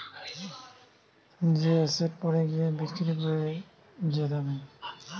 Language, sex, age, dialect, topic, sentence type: Bengali, male, 18-24, Western, banking, statement